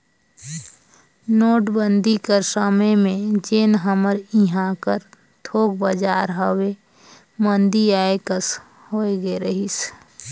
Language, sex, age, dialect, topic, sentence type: Chhattisgarhi, female, 31-35, Northern/Bhandar, banking, statement